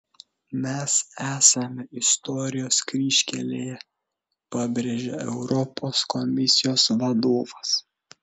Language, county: Lithuanian, Šiauliai